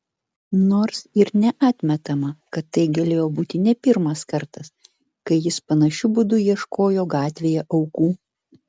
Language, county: Lithuanian, Vilnius